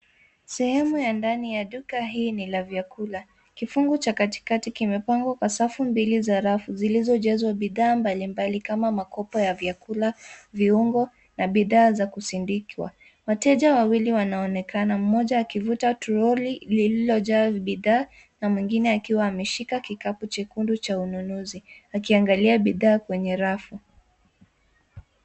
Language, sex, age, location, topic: Swahili, female, 18-24, Nairobi, finance